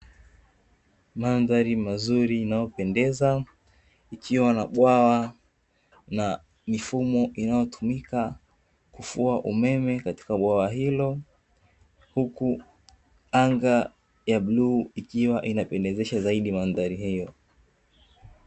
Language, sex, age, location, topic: Swahili, male, 18-24, Dar es Salaam, agriculture